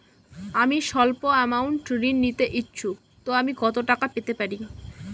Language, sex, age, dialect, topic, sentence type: Bengali, female, 18-24, Northern/Varendri, banking, question